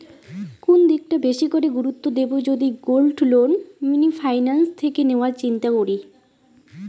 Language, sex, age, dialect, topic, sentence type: Bengali, female, 18-24, Rajbangshi, banking, question